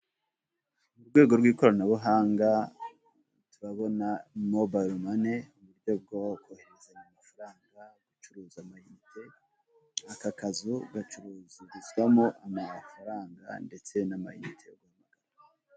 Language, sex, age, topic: Kinyarwanda, male, 36-49, finance